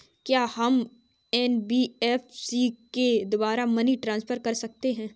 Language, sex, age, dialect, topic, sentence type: Hindi, female, 18-24, Kanauji Braj Bhasha, banking, question